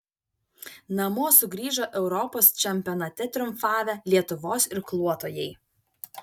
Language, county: Lithuanian, Vilnius